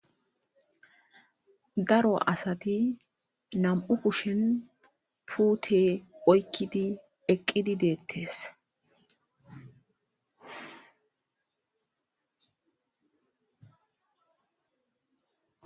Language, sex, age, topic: Gamo, female, 25-35, agriculture